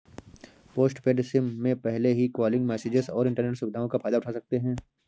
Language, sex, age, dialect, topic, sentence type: Hindi, male, 18-24, Awadhi Bundeli, banking, statement